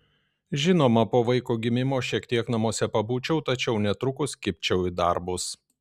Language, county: Lithuanian, Šiauliai